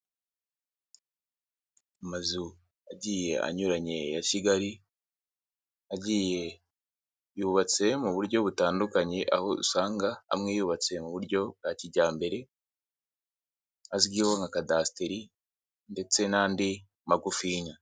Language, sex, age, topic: Kinyarwanda, male, 25-35, government